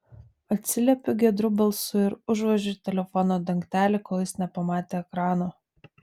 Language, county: Lithuanian, Vilnius